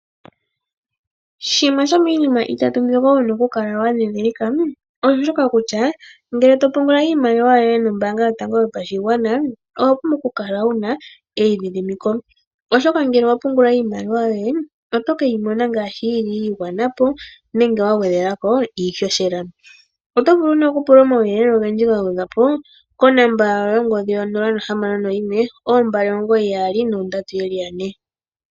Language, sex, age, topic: Oshiwambo, male, 25-35, finance